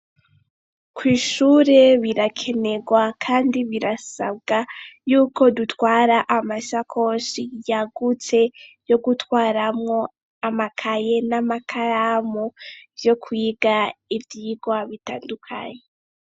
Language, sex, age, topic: Rundi, female, 18-24, education